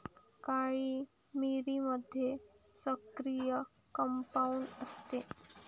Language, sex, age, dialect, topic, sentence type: Marathi, female, 18-24, Varhadi, agriculture, statement